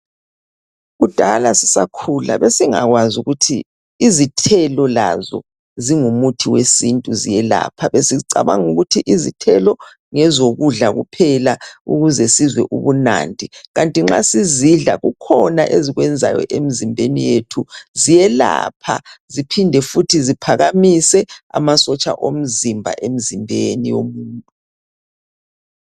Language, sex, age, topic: North Ndebele, male, 36-49, health